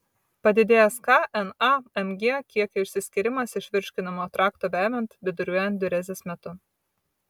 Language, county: Lithuanian, Vilnius